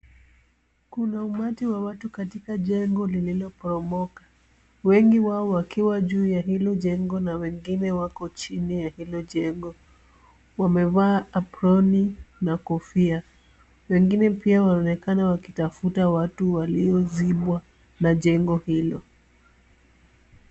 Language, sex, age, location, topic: Swahili, female, 25-35, Kisumu, health